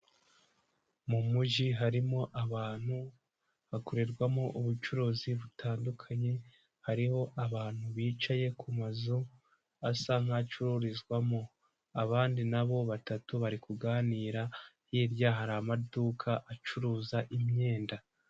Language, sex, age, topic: Kinyarwanda, male, 18-24, finance